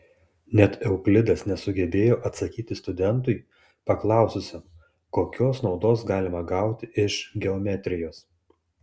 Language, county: Lithuanian, Tauragė